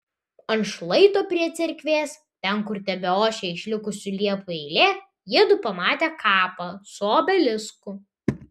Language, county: Lithuanian, Vilnius